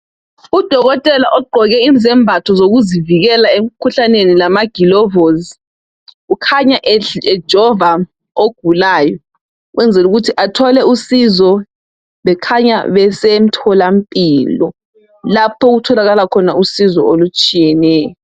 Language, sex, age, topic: North Ndebele, female, 18-24, health